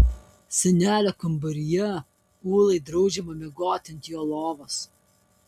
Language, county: Lithuanian, Kaunas